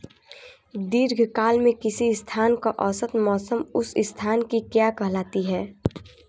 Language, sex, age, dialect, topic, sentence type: Hindi, female, 18-24, Hindustani Malvi Khadi Boli, agriculture, question